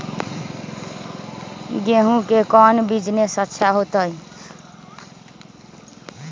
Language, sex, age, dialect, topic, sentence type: Magahi, male, 36-40, Western, agriculture, question